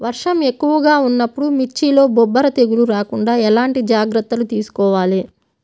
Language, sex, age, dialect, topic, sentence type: Telugu, female, 18-24, Central/Coastal, agriculture, question